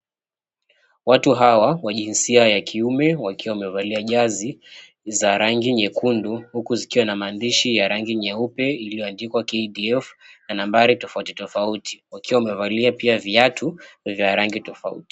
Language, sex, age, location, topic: Swahili, male, 25-35, Mombasa, government